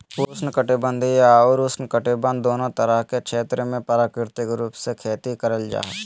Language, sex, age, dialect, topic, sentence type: Magahi, male, 18-24, Southern, agriculture, statement